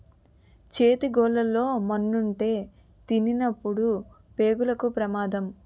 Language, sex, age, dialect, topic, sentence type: Telugu, female, 18-24, Utterandhra, agriculture, statement